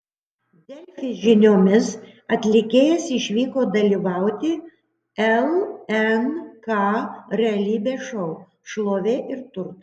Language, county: Lithuanian, Panevėžys